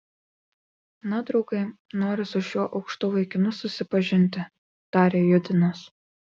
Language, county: Lithuanian, Kaunas